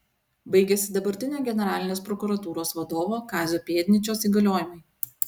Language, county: Lithuanian, Utena